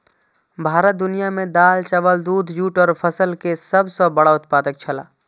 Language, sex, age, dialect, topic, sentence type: Maithili, male, 25-30, Eastern / Thethi, agriculture, statement